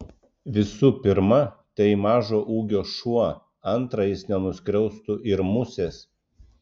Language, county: Lithuanian, Klaipėda